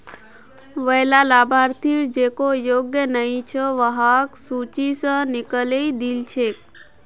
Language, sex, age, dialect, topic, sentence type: Magahi, female, 18-24, Northeastern/Surjapuri, banking, statement